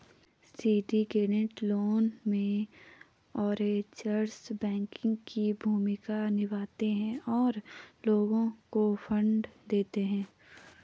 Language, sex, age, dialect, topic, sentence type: Hindi, female, 18-24, Garhwali, banking, statement